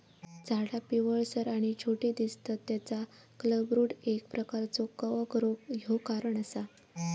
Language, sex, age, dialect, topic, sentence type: Marathi, female, 18-24, Southern Konkan, agriculture, statement